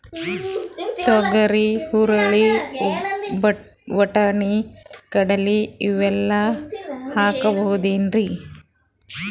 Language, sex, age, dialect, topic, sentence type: Kannada, female, 41-45, Northeastern, agriculture, question